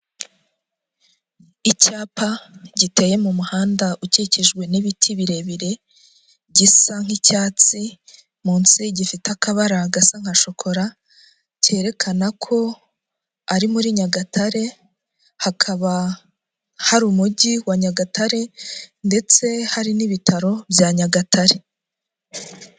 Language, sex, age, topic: Kinyarwanda, female, 25-35, government